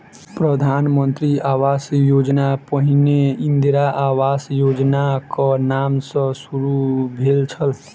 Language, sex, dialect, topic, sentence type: Maithili, male, Southern/Standard, agriculture, statement